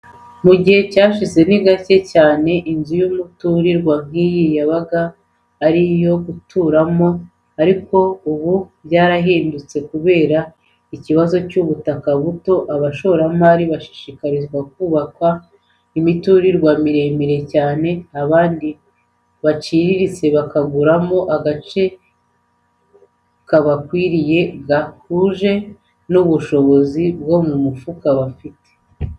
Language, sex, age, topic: Kinyarwanda, female, 36-49, education